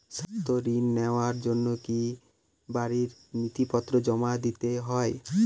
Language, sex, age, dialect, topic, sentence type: Bengali, male, 18-24, Northern/Varendri, banking, question